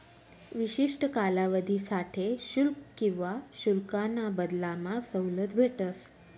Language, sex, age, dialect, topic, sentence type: Marathi, female, 18-24, Northern Konkan, banking, statement